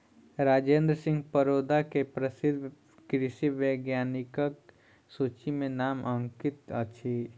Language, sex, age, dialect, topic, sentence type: Maithili, female, 60-100, Southern/Standard, agriculture, statement